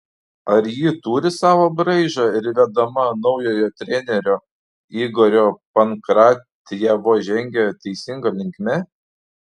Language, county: Lithuanian, Panevėžys